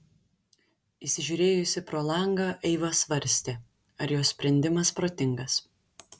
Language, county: Lithuanian, Šiauliai